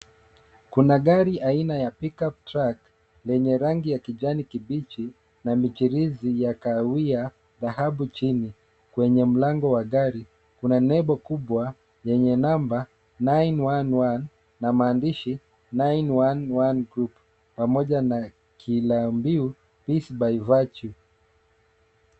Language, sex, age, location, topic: Swahili, male, 18-24, Nairobi, health